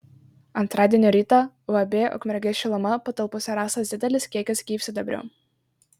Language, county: Lithuanian, Marijampolė